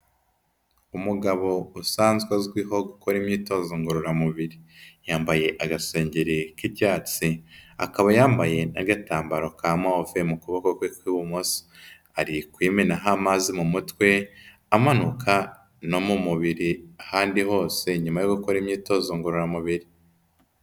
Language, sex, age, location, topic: Kinyarwanda, male, 25-35, Kigali, health